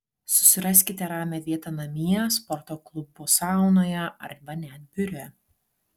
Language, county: Lithuanian, Alytus